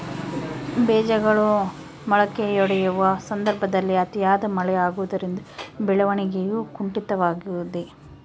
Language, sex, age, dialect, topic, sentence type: Kannada, female, 18-24, Central, agriculture, question